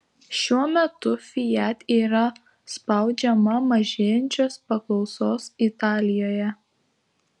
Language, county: Lithuanian, Klaipėda